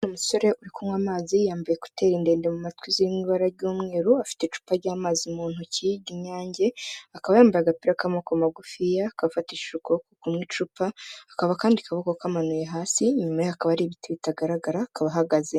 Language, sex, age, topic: Kinyarwanda, female, 18-24, health